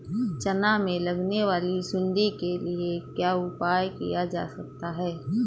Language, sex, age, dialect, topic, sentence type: Hindi, female, 18-24, Awadhi Bundeli, agriculture, question